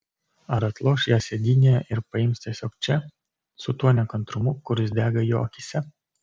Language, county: Lithuanian, Kaunas